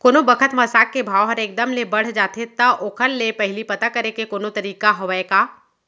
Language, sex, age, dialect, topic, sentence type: Chhattisgarhi, female, 36-40, Central, agriculture, question